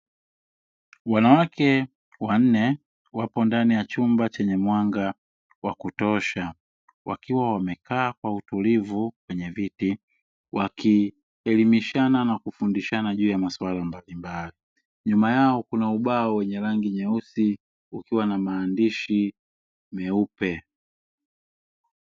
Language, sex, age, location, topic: Swahili, male, 18-24, Dar es Salaam, education